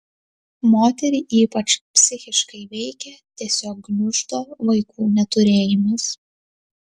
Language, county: Lithuanian, Tauragė